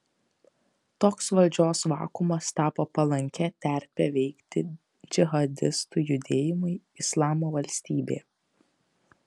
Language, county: Lithuanian, Kaunas